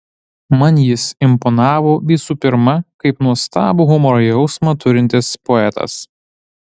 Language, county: Lithuanian, Panevėžys